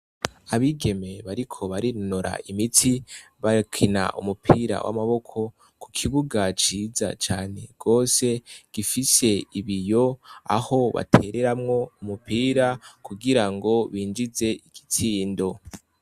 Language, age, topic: Rundi, 18-24, education